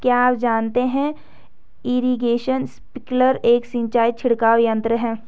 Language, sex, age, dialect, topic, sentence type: Hindi, female, 18-24, Hindustani Malvi Khadi Boli, agriculture, statement